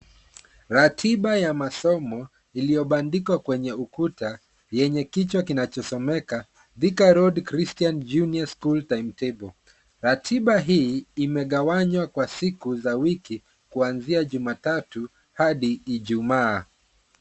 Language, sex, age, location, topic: Swahili, male, 36-49, Kisumu, education